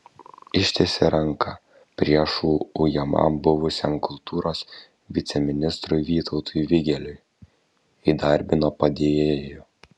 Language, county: Lithuanian, Kaunas